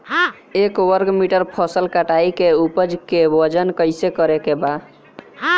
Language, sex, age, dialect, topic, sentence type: Bhojpuri, male, <18, Northern, agriculture, question